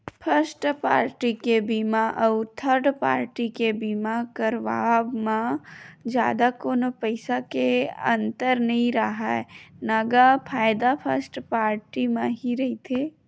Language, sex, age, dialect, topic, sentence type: Chhattisgarhi, female, 31-35, Western/Budati/Khatahi, banking, statement